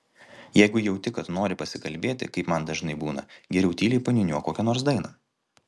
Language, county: Lithuanian, Kaunas